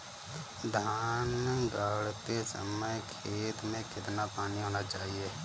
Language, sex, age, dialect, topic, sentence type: Hindi, male, 25-30, Kanauji Braj Bhasha, agriculture, question